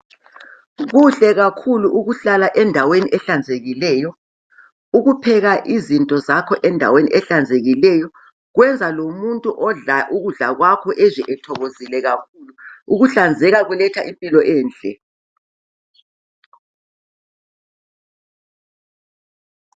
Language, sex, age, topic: North Ndebele, female, 50+, health